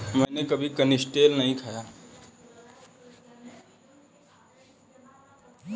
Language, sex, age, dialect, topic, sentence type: Hindi, male, 18-24, Hindustani Malvi Khadi Boli, agriculture, statement